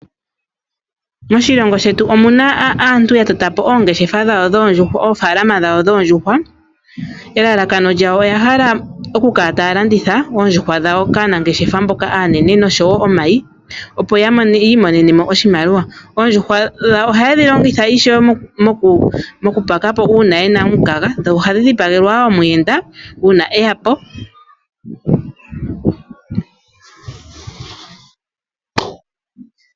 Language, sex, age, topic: Oshiwambo, female, 25-35, agriculture